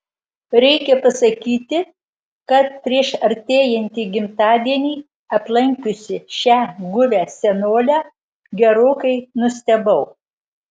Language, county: Lithuanian, Marijampolė